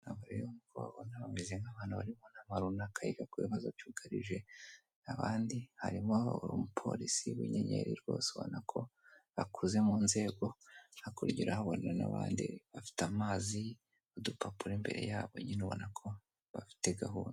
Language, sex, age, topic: Kinyarwanda, male, 25-35, government